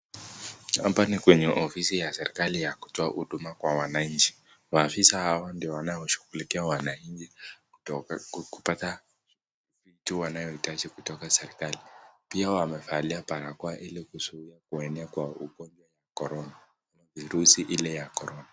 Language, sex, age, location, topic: Swahili, male, 18-24, Nakuru, government